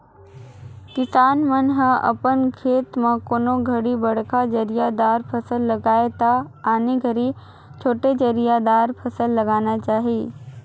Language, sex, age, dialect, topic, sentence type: Chhattisgarhi, female, 56-60, Northern/Bhandar, agriculture, statement